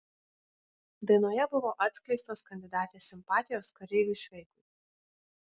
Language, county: Lithuanian, Alytus